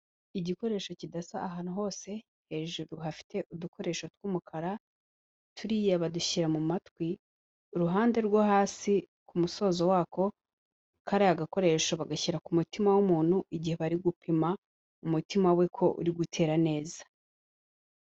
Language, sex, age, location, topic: Kinyarwanda, female, 18-24, Kigali, health